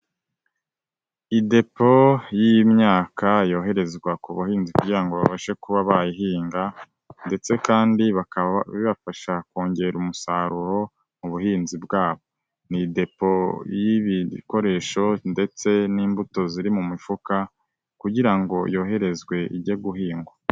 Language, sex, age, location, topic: Kinyarwanda, male, 18-24, Nyagatare, agriculture